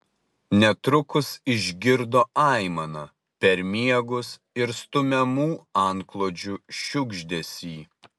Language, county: Lithuanian, Utena